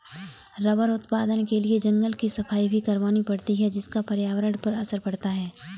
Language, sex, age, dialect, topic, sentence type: Hindi, female, 18-24, Kanauji Braj Bhasha, agriculture, statement